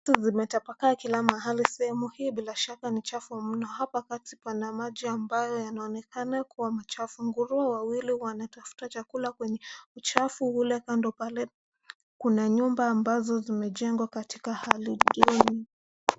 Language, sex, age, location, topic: Swahili, male, 25-35, Nairobi, government